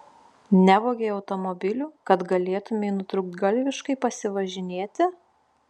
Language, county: Lithuanian, Šiauliai